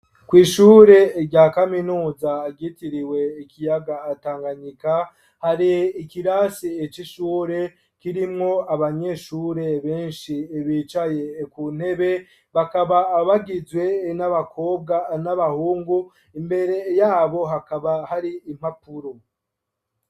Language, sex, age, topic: Rundi, male, 25-35, education